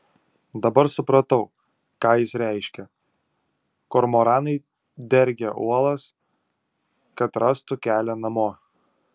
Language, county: Lithuanian, Utena